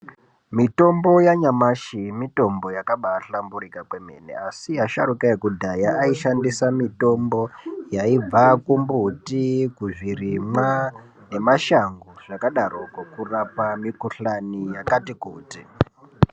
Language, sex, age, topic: Ndau, male, 18-24, health